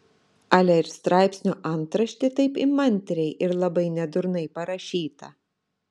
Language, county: Lithuanian, Telšiai